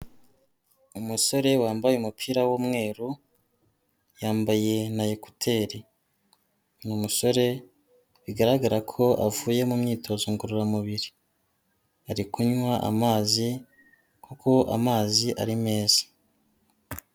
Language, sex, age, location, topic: Kinyarwanda, female, 25-35, Huye, health